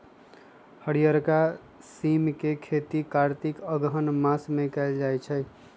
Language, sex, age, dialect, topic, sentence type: Magahi, male, 25-30, Western, agriculture, statement